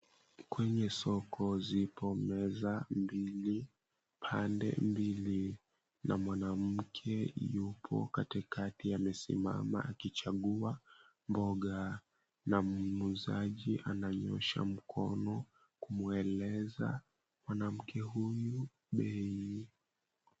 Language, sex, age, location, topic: Swahili, male, 18-24, Mombasa, finance